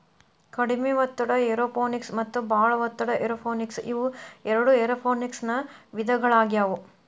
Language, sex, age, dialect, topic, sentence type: Kannada, female, 31-35, Dharwad Kannada, agriculture, statement